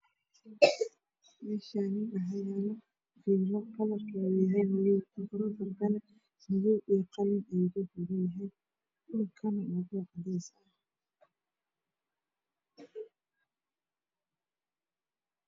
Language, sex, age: Somali, female, 25-35